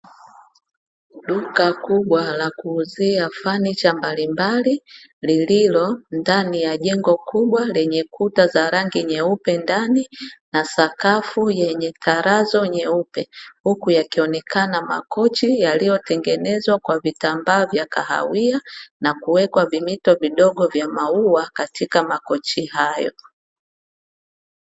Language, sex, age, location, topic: Swahili, female, 50+, Dar es Salaam, finance